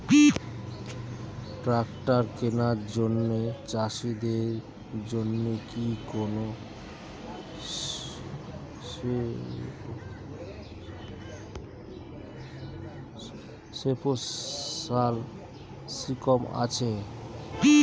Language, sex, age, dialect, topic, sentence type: Bengali, male, 41-45, Standard Colloquial, agriculture, statement